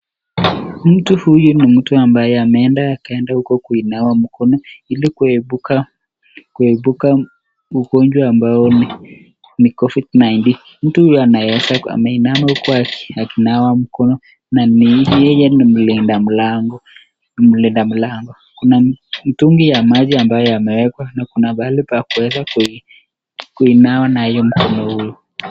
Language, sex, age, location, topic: Swahili, male, 25-35, Nakuru, health